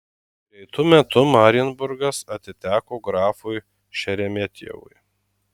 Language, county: Lithuanian, Marijampolė